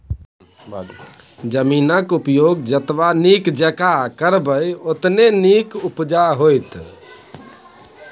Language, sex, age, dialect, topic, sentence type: Maithili, female, 31-35, Bajjika, agriculture, statement